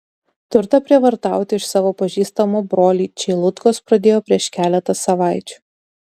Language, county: Lithuanian, Tauragė